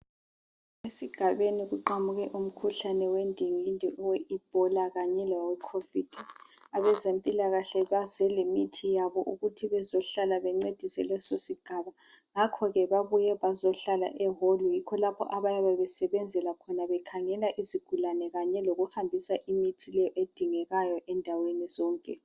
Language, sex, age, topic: North Ndebele, female, 50+, health